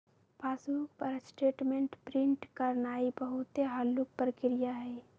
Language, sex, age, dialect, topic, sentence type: Magahi, female, 41-45, Western, banking, statement